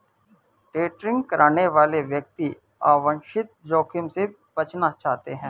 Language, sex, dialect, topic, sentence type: Hindi, male, Hindustani Malvi Khadi Boli, banking, statement